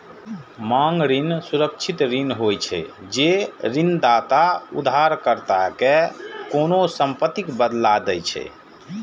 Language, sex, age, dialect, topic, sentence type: Maithili, male, 46-50, Eastern / Thethi, banking, statement